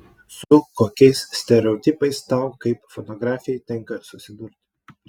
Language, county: Lithuanian, Klaipėda